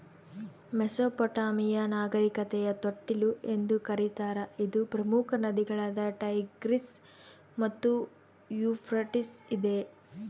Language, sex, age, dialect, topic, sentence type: Kannada, female, 18-24, Central, agriculture, statement